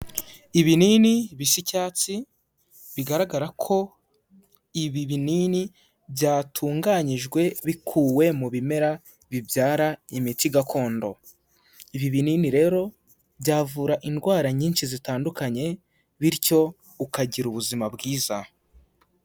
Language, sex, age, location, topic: Kinyarwanda, male, 18-24, Huye, health